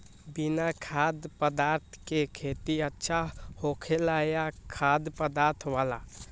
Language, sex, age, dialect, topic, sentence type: Magahi, male, 18-24, Western, agriculture, question